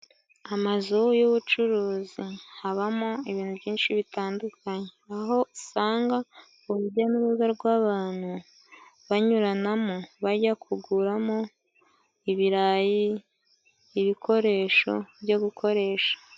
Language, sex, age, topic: Kinyarwanda, male, 18-24, finance